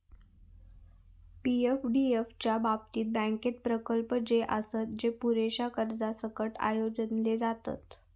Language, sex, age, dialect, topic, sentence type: Marathi, female, 31-35, Southern Konkan, banking, statement